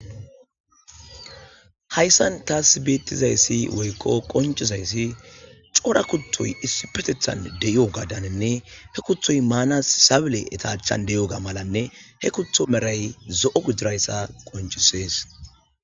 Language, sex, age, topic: Gamo, male, 25-35, agriculture